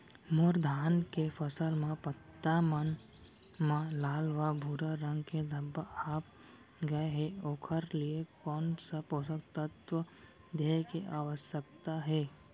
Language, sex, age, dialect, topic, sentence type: Chhattisgarhi, female, 18-24, Central, agriculture, question